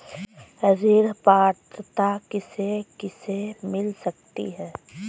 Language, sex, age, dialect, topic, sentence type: Hindi, female, 25-30, Kanauji Braj Bhasha, banking, question